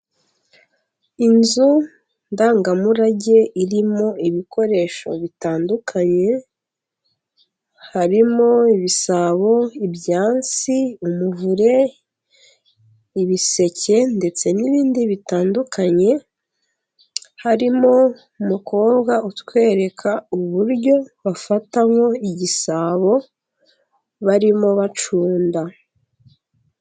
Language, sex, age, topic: Kinyarwanda, female, 18-24, government